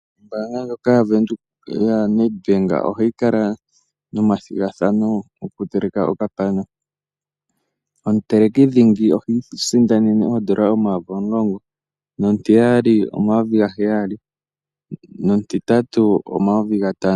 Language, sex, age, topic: Oshiwambo, male, 18-24, finance